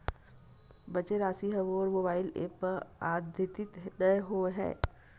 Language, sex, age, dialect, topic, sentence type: Chhattisgarhi, female, 41-45, Western/Budati/Khatahi, banking, statement